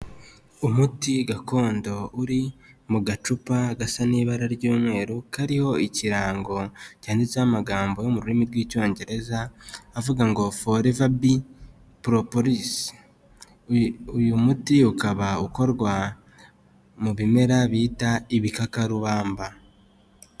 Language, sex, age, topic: Kinyarwanda, male, 18-24, health